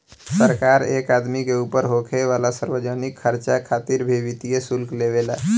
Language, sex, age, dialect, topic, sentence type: Bhojpuri, male, 18-24, Southern / Standard, banking, statement